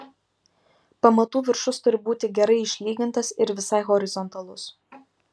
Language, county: Lithuanian, Kaunas